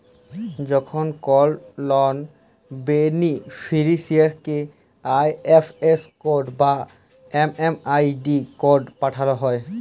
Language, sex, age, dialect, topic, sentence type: Bengali, male, 18-24, Jharkhandi, banking, statement